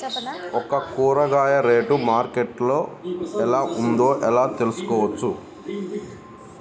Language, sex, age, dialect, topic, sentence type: Telugu, male, 41-45, Telangana, agriculture, question